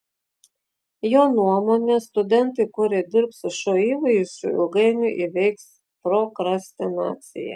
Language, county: Lithuanian, Klaipėda